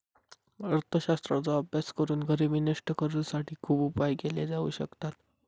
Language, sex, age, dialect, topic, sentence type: Marathi, male, 18-24, Southern Konkan, banking, statement